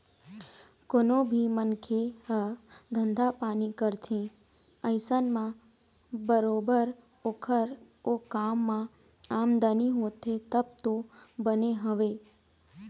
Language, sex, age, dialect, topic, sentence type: Chhattisgarhi, female, 18-24, Eastern, banking, statement